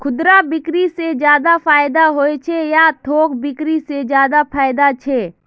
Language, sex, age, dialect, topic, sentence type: Magahi, female, 18-24, Northeastern/Surjapuri, agriculture, question